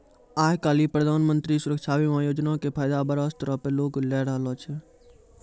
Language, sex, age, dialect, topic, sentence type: Maithili, male, 41-45, Angika, banking, statement